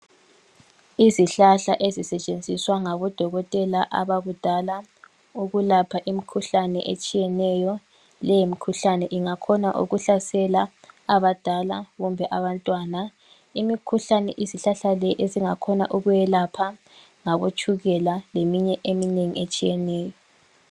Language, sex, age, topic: North Ndebele, female, 18-24, health